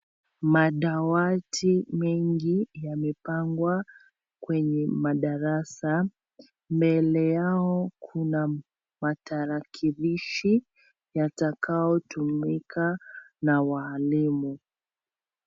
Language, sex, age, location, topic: Swahili, female, 25-35, Kisii, education